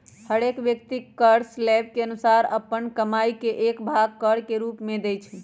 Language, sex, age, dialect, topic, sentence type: Magahi, male, 18-24, Western, banking, statement